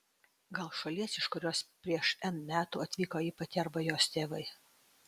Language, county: Lithuanian, Utena